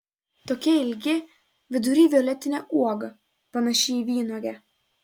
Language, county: Lithuanian, Telšiai